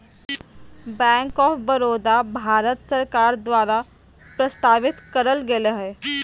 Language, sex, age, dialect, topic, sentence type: Magahi, female, 46-50, Southern, banking, statement